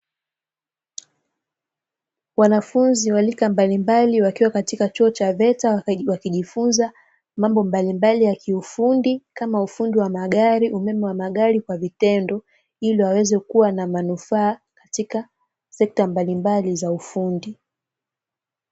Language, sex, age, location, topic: Swahili, female, 18-24, Dar es Salaam, education